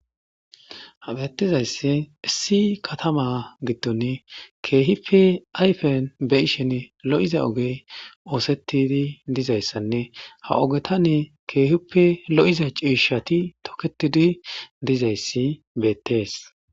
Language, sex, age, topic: Gamo, male, 25-35, government